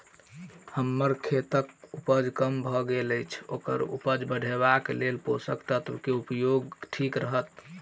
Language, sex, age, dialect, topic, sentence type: Maithili, male, 18-24, Southern/Standard, agriculture, question